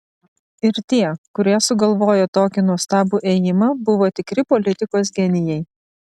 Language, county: Lithuanian, Vilnius